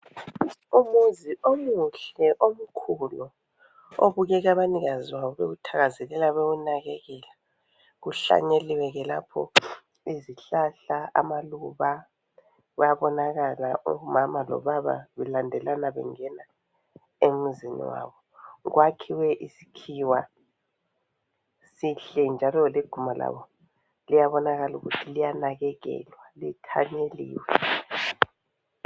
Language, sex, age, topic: North Ndebele, female, 50+, education